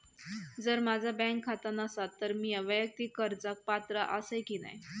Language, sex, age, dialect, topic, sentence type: Marathi, female, 31-35, Southern Konkan, banking, question